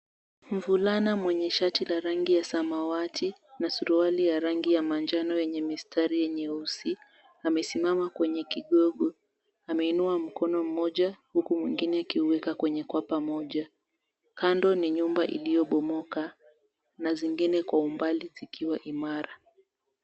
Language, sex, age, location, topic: Swahili, female, 18-24, Mombasa, health